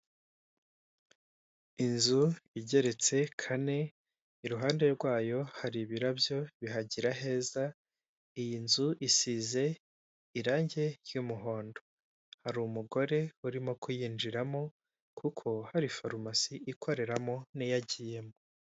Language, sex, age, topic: Kinyarwanda, male, 18-24, government